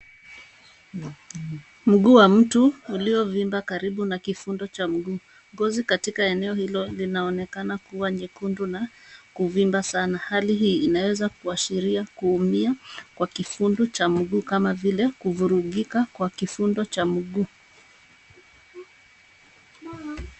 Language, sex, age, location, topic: Swahili, female, 25-35, Nairobi, health